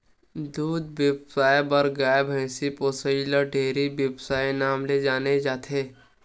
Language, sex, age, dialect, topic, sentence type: Chhattisgarhi, male, 18-24, Western/Budati/Khatahi, agriculture, statement